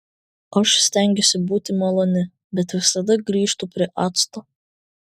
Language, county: Lithuanian, Vilnius